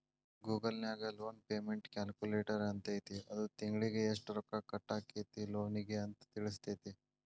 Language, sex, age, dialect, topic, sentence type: Kannada, male, 18-24, Dharwad Kannada, banking, statement